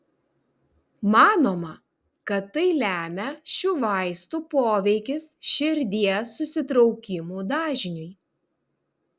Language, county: Lithuanian, Vilnius